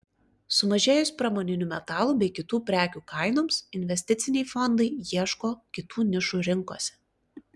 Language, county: Lithuanian, Klaipėda